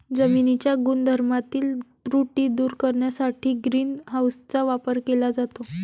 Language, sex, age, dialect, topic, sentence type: Marathi, female, 18-24, Varhadi, agriculture, statement